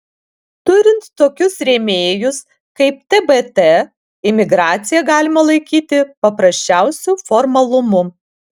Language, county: Lithuanian, Alytus